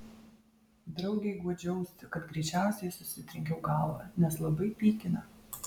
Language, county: Lithuanian, Alytus